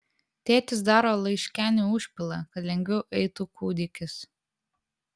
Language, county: Lithuanian, Vilnius